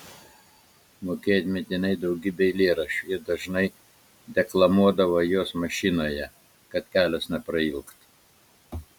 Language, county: Lithuanian, Klaipėda